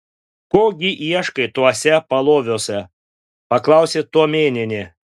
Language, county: Lithuanian, Panevėžys